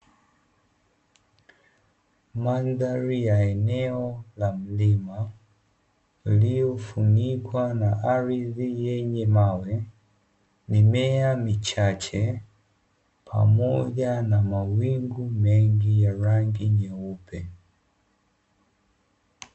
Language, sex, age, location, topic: Swahili, male, 25-35, Dar es Salaam, agriculture